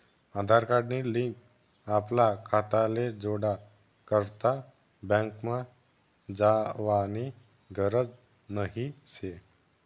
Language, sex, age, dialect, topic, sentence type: Marathi, male, 18-24, Northern Konkan, banking, statement